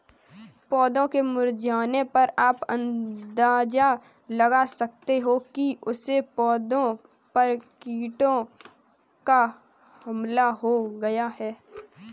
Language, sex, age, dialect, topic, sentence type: Hindi, female, 18-24, Kanauji Braj Bhasha, agriculture, statement